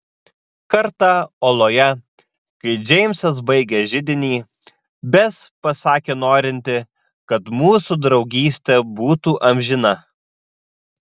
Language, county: Lithuanian, Vilnius